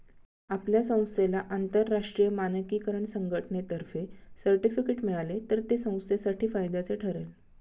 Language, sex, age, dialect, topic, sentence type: Marathi, female, 36-40, Standard Marathi, banking, statement